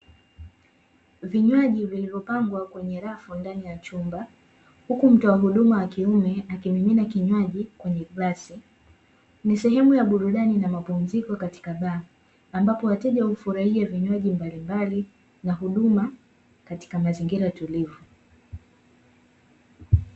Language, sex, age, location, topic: Swahili, female, 18-24, Dar es Salaam, finance